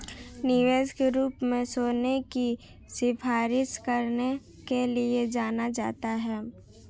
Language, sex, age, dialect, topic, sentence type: Hindi, female, 18-24, Marwari Dhudhari, banking, statement